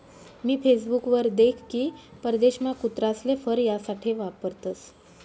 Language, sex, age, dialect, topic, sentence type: Marathi, female, 25-30, Northern Konkan, agriculture, statement